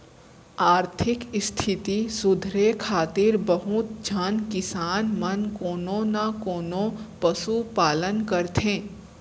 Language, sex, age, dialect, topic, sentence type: Chhattisgarhi, female, 18-24, Central, agriculture, statement